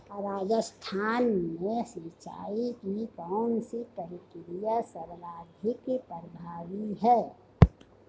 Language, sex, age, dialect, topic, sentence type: Hindi, female, 51-55, Marwari Dhudhari, agriculture, question